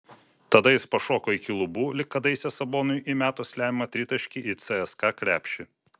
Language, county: Lithuanian, Vilnius